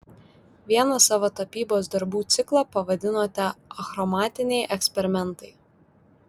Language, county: Lithuanian, Vilnius